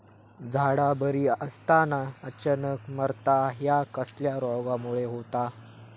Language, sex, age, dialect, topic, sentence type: Marathi, male, 18-24, Southern Konkan, agriculture, question